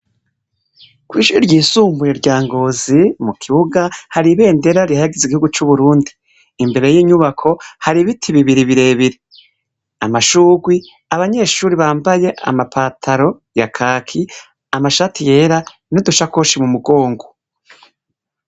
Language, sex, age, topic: Rundi, female, 25-35, education